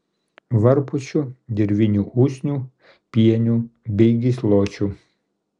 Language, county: Lithuanian, Kaunas